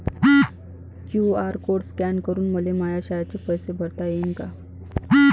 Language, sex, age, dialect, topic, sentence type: Marathi, female, 25-30, Varhadi, banking, question